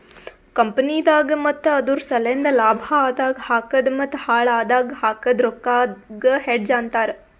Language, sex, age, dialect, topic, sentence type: Kannada, female, 25-30, Northeastern, banking, statement